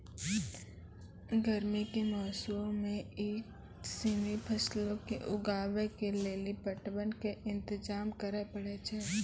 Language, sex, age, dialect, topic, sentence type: Maithili, female, 18-24, Angika, agriculture, statement